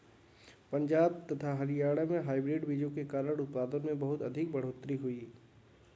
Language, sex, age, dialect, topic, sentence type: Hindi, male, 60-100, Kanauji Braj Bhasha, banking, statement